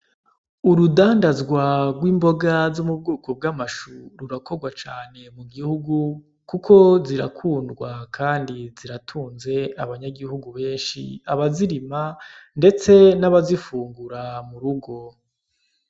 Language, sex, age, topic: Rundi, male, 25-35, agriculture